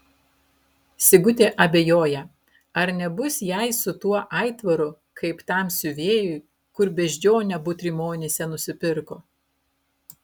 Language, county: Lithuanian, Alytus